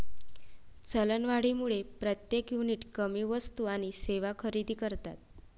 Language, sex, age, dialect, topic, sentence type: Marathi, female, 25-30, Varhadi, banking, statement